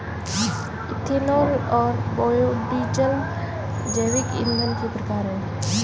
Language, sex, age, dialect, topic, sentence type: Hindi, female, 18-24, Marwari Dhudhari, agriculture, statement